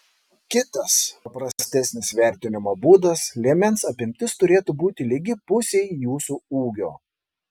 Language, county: Lithuanian, Šiauliai